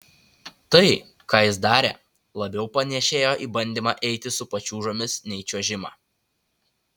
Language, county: Lithuanian, Utena